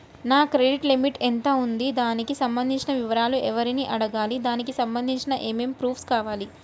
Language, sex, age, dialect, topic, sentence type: Telugu, male, 18-24, Telangana, banking, question